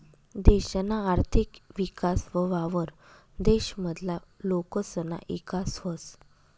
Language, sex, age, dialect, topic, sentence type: Marathi, female, 25-30, Northern Konkan, banking, statement